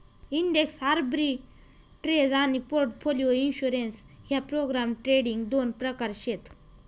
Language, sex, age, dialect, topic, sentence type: Marathi, female, 25-30, Northern Konkan, banking, statement